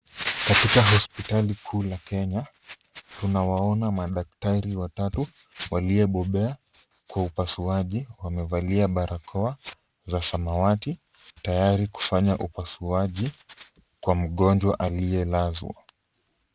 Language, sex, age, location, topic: Swahili, female, 25-35, Kisumu, health